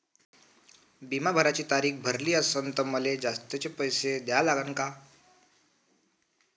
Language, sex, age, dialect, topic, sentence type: Marathi, male, 18-24, Varhadi, banking, question